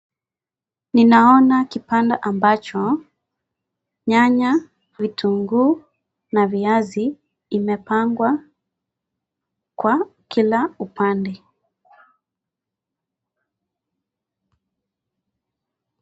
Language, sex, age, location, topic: Swahili, female, 25-35, Nakuru, finance